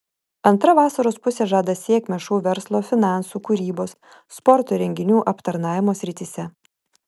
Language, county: Lithuanian, Vilnius